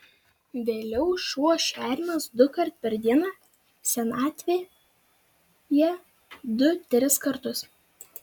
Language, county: Lithuanian, Vilnius